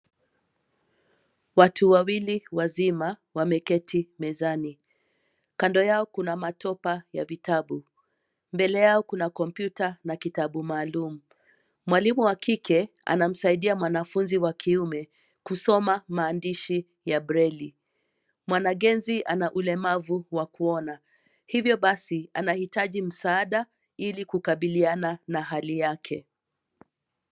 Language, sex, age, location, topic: Swahili, female, 18-24, Nairobi, education